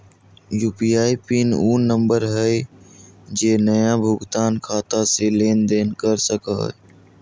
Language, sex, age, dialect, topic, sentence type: Magahi, male, 31-35, Southern, banking, statement